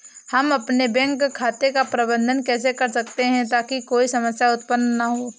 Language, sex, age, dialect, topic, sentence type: Hindi, female, 18-24, Awadhi Bundeli, banking, question